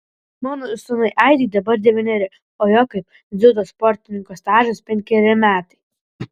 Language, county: Lithuanian, Vilnius